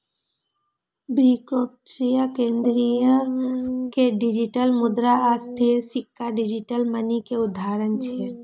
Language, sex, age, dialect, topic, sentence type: Maithili, female, 31-35, Eastern / Thethi, banking, statement